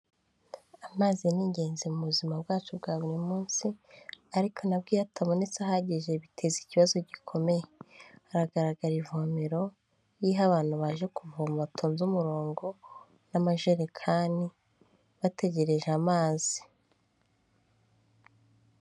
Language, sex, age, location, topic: Kinyarwanda, female, 25-35, Kigali, health